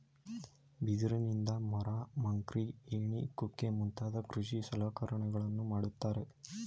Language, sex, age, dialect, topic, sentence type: Kannada, male, 18-24, Mysore Kannada, agriculture, statement